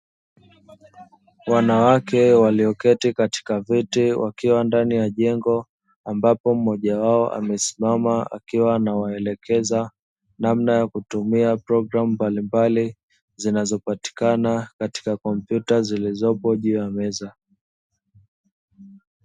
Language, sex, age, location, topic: Swahili, male, 25-35, Dar es Salaam, education